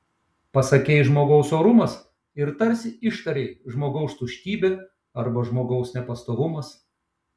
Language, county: Lithuanian, Šiauliai